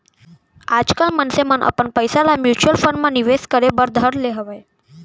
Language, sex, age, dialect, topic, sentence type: Chhattisgarhi, male, 46-50, Central, banking, statement